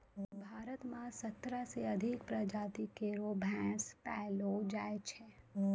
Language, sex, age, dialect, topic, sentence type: Maithili, female, 25-30, Angika, agriculture, statement